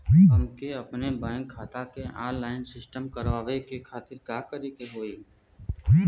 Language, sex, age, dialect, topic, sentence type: Bhojpuri, male, 18-24, Western, banking, question